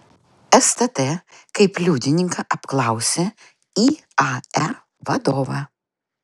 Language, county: Lithuanian, Utena